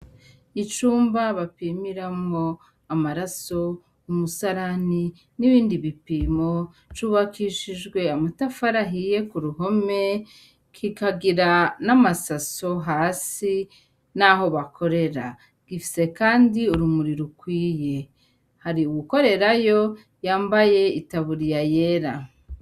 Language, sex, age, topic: Rundi, female, 36-49, education